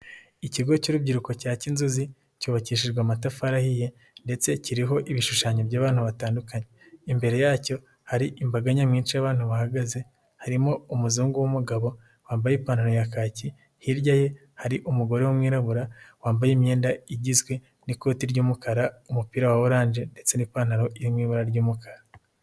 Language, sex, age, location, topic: Kinyarwanda, male, 18-24, Nyagatare, health